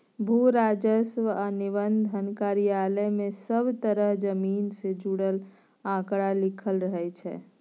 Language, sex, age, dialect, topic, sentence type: Maithili, female, 31-35, Bajjika, agriculture, statement